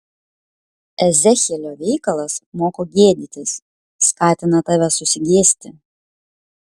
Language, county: Lithuanian, Kaunas